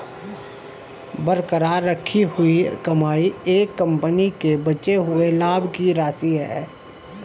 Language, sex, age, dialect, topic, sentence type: Hindi, male, 36-40, Hindustani Malvi Khadi Boli, banking, statement